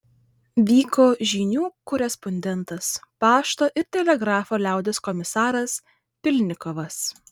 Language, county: Lithuanian, Vilnius